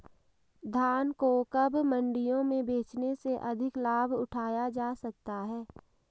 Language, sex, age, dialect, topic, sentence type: Hindi, female, 18-24, Marwari Dhudhari, agriculture, question